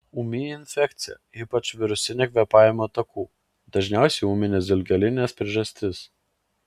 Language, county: Lithuanian, Klaipėda